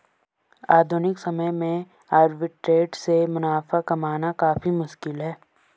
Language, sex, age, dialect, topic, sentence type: Hindi, female, 18-24, Garhwali, banking, statement